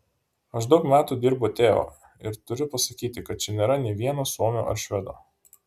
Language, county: Lithuanian, Panevėžys